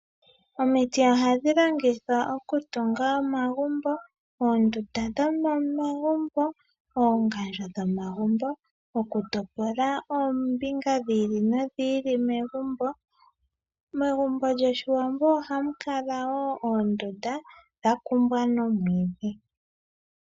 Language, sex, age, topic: Oshiwambo, female, 18-24, agriculture